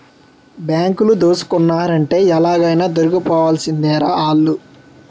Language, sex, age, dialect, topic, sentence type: Telugu, male, 18-24, Utterandhra, banking, statement